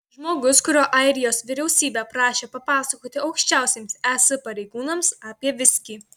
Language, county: Lithuanian, Vilnius